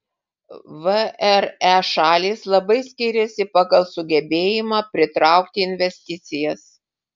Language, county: Lithuanian, Vilnius